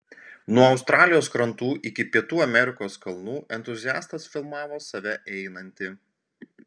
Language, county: Lithuanian, Panevėžys